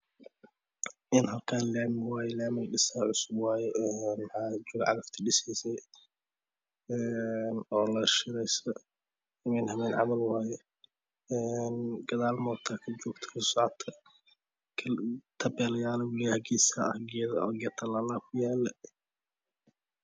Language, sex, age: Somali, male, 18-24